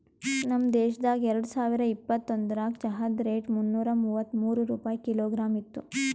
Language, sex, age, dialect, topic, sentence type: Kannada, female, 18-24, Northeastern, agriculture, statement